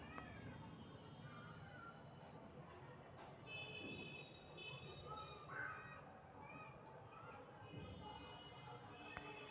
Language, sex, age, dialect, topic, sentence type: Magahi, female, 18-24, Western, agriculture, statement